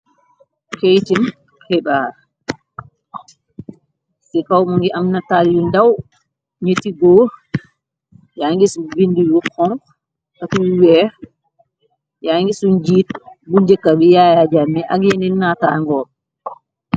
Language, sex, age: Wolof, male, 18-24